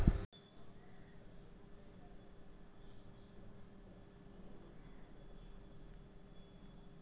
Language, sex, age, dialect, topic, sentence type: Kannada, female, 25-30, Northeastern, banking, statement